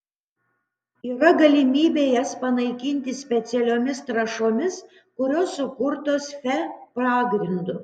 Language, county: Lithuanian, Panevėžys